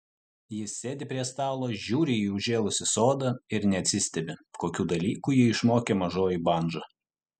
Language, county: Lithuanian, Utena